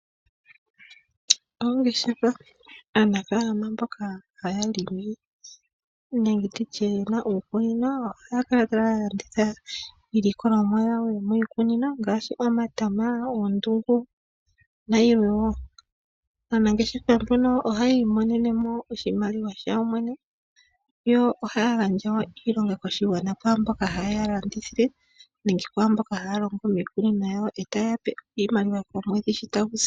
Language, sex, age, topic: Oshiwambo, female, 25-35, agriculture